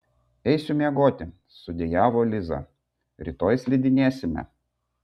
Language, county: Lithuanian, Vilnius